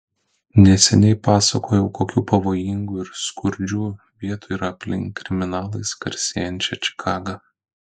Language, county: Lithuanian, Kaunas